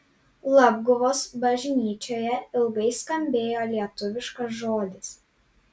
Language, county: Lithuanian, Panevėžys